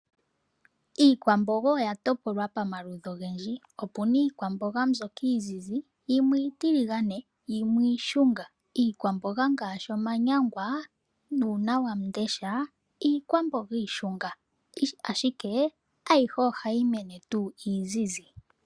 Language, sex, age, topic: Oshiwambo, female, 18-24, agriculture